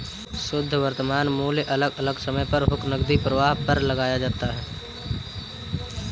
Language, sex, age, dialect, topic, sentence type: Hindi, male, 18-24, Kanauji Braj Bhasha, banking, statement